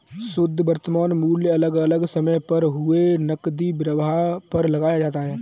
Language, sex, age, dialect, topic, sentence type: Hindi, male, 18-24, Kanauji Braj Bhasha, banking, statement